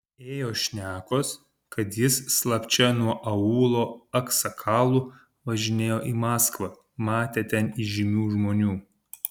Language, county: Lithuanian, Panevėžys